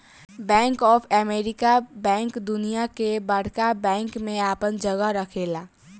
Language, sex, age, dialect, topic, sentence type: Bhojpuri, female, 18-24, Southern / Standard, banking, statement